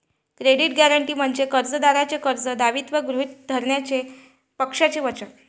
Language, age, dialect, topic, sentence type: Marathi, 25-30, Varhadi, banking, statement